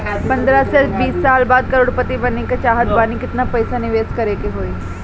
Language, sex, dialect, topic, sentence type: Bhojpuri, female, Northern, banking, question